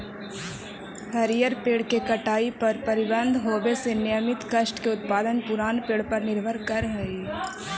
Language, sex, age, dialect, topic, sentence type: Magahi, female, 25-30, Central/Standard, banking, statement